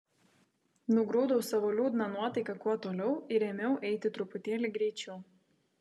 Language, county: Lithuanian, Vilnius